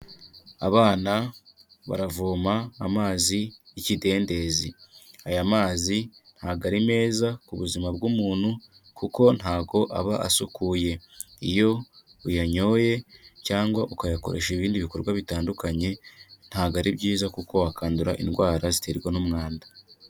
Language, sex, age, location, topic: Kinyarwanda, male, 25-35, Kigali, health